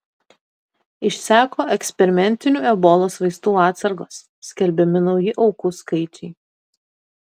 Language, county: Lithuanian, Tauragė